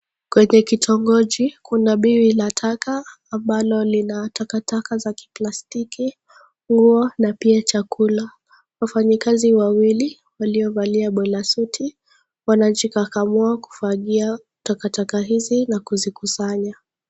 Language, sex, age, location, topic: Swahili, female, 25-35, Kisii, health